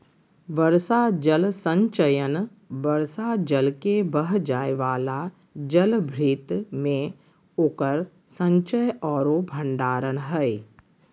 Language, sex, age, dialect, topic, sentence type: Magahi, female, 51-55, Southern, agriculture, statement